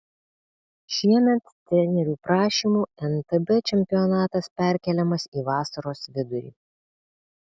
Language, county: Lithuanian, Vilnius